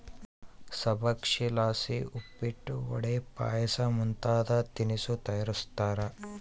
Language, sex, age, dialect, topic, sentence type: Kannada, male, 18-24, Central, agriculture, statement